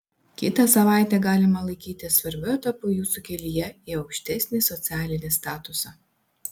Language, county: Lithuanian, Vilnius